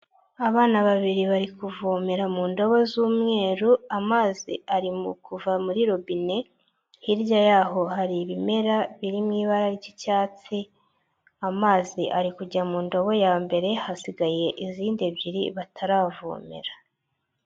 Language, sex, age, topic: Kinyarwanda, female, 25-35, health